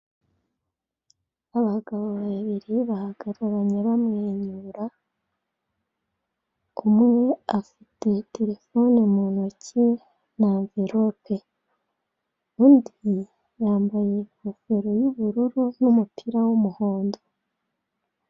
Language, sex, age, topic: Kinyarwanda, female, 36-49, finance